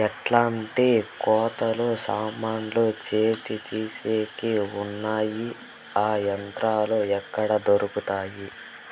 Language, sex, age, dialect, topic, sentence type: Telugu, male, 18-24, Southern, agriculture, question